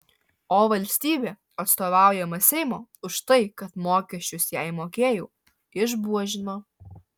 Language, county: Lithuanian, Alytus